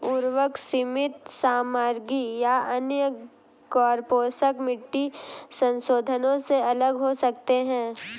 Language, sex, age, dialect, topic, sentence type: Hindi, female, 18-24, Hindustani Malvi Khadi Boli, agriculture, statement